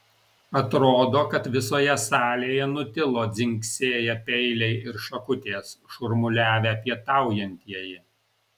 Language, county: Lithuanian, Alytus